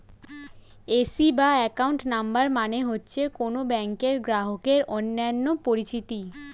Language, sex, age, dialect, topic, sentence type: Bengali, female, 18-24, Standard Colloquial, banking, statement